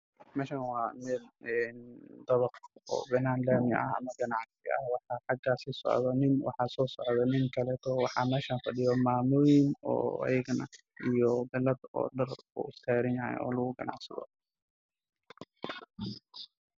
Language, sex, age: Somali, male, 18-24